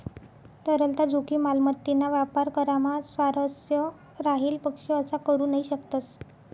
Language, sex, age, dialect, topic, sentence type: Marathi, female, 60-100, Northern Konkan, banking, statement